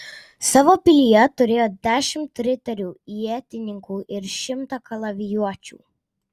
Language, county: Lithuanian, Vilnius